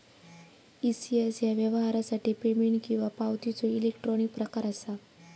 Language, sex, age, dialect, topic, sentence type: Marathi, female, 18-24, Southern Konkan, banking, statement